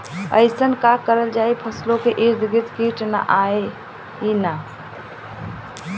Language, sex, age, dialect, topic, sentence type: Bhojpuri, female, 25-30, Western, agriculture, question